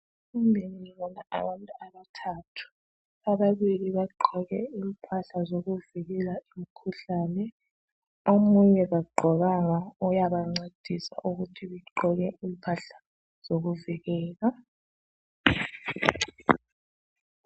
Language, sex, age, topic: North Ndebele, male, 36-49, health